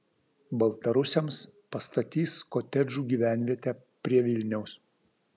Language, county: Lithuanian, Vilnius